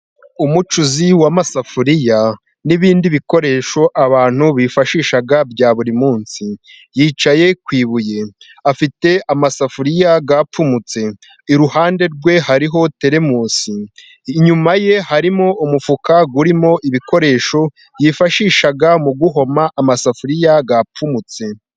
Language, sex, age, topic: Kinyarwanda, male, 25-35, finance